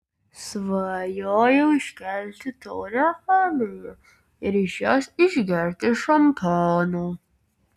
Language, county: Lithuanian, Vilnius